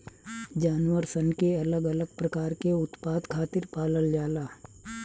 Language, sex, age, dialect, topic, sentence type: Bhojpuri, male, 36-40, Southern / Standard, agriculture, statement